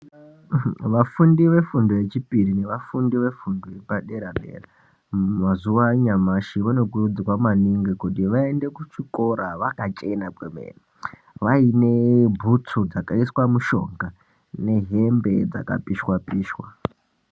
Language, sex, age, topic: Ndau, male, 25-35, education